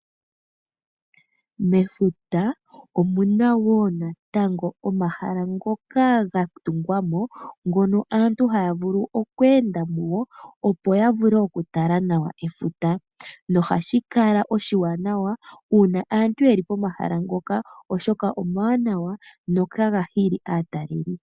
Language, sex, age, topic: Oshiwambo, female, 25-35, agriculture